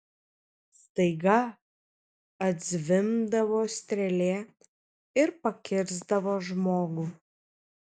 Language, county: Lithuanian, Kaunas